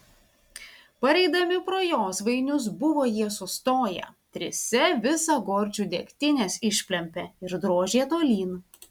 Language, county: Lithuanian, Vilnius